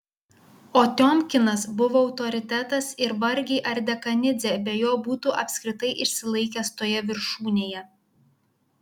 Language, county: Lithuanian, Kaunas